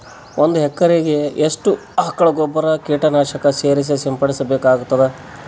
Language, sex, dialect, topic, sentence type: Kannada, male, Northeastern, agriculture, question